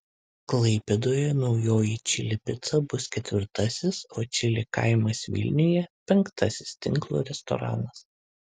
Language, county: Lithuanian, Kaunas